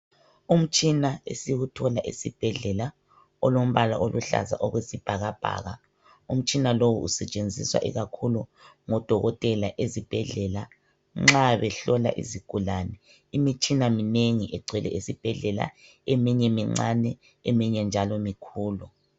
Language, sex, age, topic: North Ndebele, male, 36-49, health